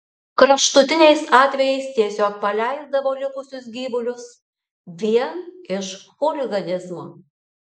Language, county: Lithuanian, Alytus